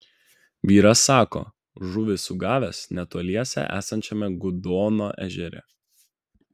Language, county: Lithuanian, Vilnius